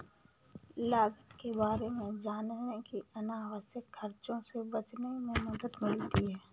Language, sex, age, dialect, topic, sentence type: Hindi, female, 31-35, Awadhi Bundeli, banking, statement